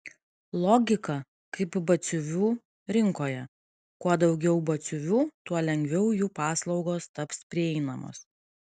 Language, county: Lithuanian, Kaunas